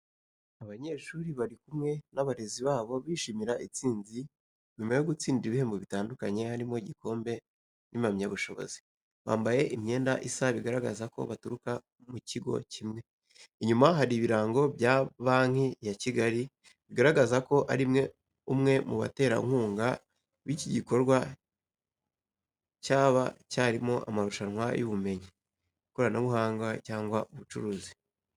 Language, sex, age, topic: Kinyarwanda, male, 18-24, education